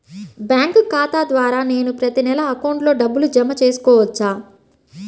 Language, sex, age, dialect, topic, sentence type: Telugu, female, 25-30, Central/Coastal, banking, question